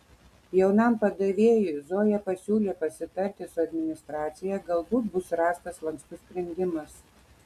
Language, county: Lithuanian, Kaunas